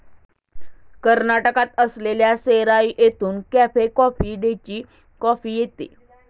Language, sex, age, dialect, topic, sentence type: Marathi, male, 51-55, Standard Marathi, agriculture, statement